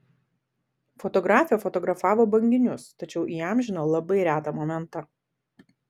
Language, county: Lithuanian, Vilnius